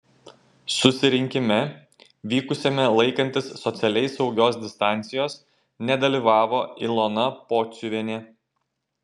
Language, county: Lithuanian, Šiauliai